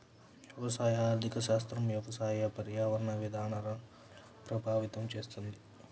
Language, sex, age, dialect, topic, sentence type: Telugu, male, 18-24, Central/Coastal, agriculture, statement